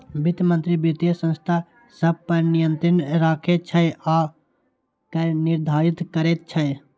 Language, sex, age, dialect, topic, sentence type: Maithili, male, 18-24, Eastern / Thethi, banking, statement